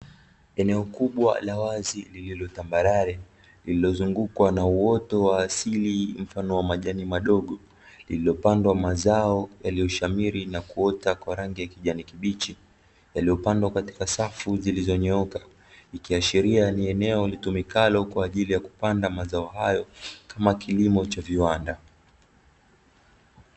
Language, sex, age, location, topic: Swahili, male, 25-35, Dar es Salaam, agriculture